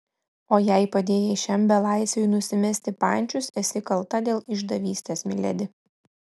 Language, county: Lithuanian, Klaipėda